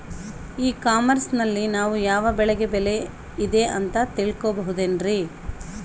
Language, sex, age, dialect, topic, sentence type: Kannada, female, 31-35, Central, agriculture, question